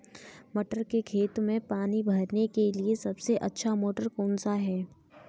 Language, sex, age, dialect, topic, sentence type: Hindi, female, 18-24, Kanauji Braj Bhasha, agriculture, question